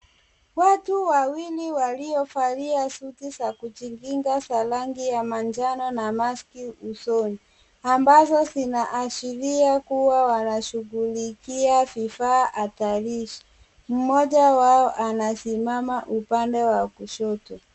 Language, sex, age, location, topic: Swahili, female, 36-49, Kisumu, health